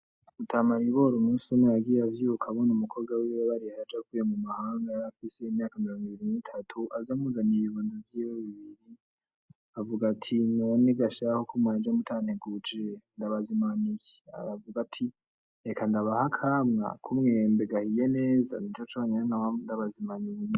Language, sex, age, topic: Rundi, male, 18-24, agriculture